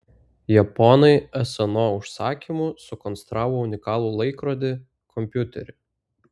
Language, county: Lithuanian, Vilnius